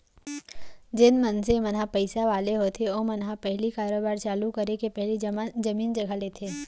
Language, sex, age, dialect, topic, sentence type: Chhattisgarhi, female, 56-60, Central, banking, statement